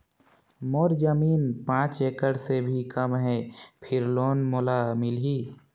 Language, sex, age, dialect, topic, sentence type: Chhattisgarhi, male, 46-50, Northern/Bhandar, banking, question